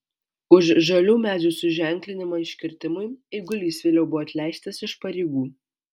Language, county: Lithuanian, Alytus